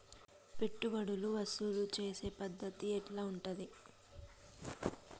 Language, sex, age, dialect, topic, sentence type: Telugu, female, 18-24, Telangana, banking, question